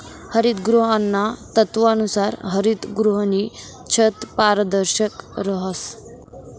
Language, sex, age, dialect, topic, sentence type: Marathi, female, 18-24, Northern Konkan, agriculture, statement